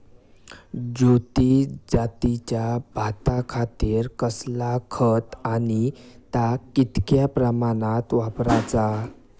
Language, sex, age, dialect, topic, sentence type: Marathi, male, 18-24, Southern Konkan, agriculture, question